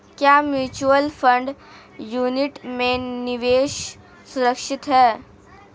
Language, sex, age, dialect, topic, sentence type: Hindi, female, 18-24, Marwari Dhudhari, banking, question